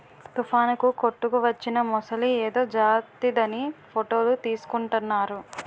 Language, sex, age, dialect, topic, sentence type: Telugu, female, 18-24, Utterandhra, agriculture, statement